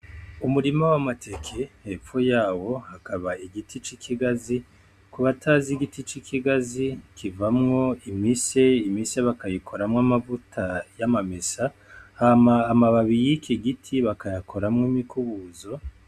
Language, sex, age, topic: Rundi, male, 25-35, agriculture